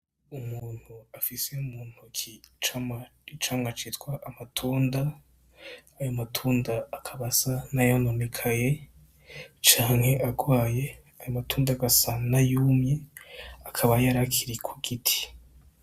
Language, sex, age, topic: Rundi, male, 18-24, agriculture